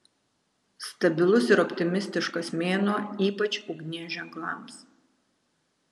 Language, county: Lithuanian, Vilnius